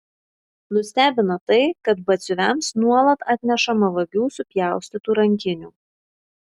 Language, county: Lithuanian, Šiauliai